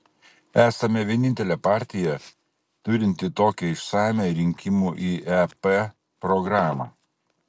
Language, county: Lithuanian, Klaipėda